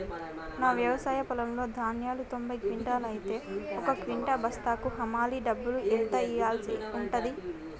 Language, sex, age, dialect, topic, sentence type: Telugu, female, 18-24, Telangana, agriculture, question